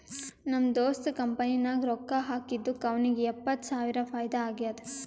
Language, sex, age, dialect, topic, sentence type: Kannada, female, 18-24, Northeastern, banking, statement